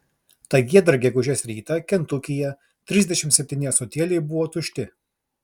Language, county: Lithuanian, Klaipėda